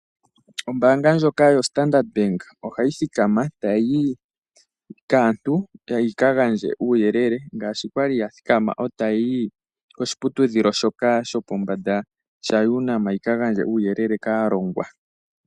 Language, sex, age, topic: Oshiwambo, male, 25-35, finance